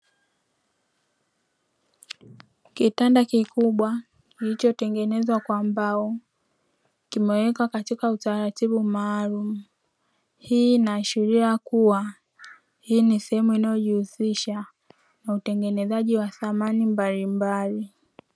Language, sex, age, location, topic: Swahili, female, 18-24, Dar es Salaam, finance